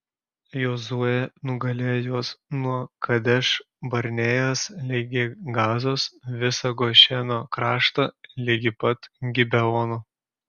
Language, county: Lithuanian, Klaipėda